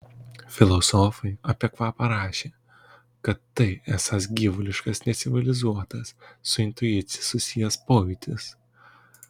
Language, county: Lithuanian, Kaunas